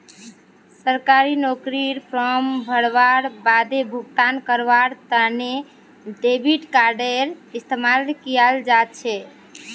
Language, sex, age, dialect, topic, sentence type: Magahi, female, 18-24, Northeastern/Surjapuri, banking, statement